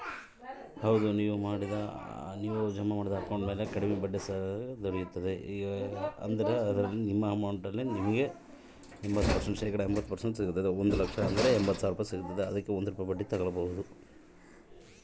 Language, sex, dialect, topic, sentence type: Kannada, male, Central, banking, question